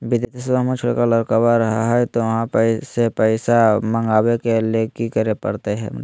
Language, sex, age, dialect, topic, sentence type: Magahi, male, 25-30, Southern, banking, question